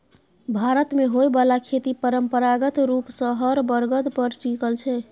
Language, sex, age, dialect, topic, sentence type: Maithili, female, 18-24, Bajjika, agriculture, statement